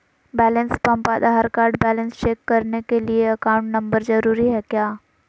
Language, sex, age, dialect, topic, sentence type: Magahi, female, 18-24, Southern, banking, question